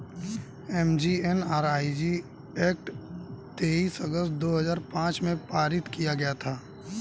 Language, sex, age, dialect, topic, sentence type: Hindi, male, 18-24, Hindustani Malvi Khadi Boli, banking, statement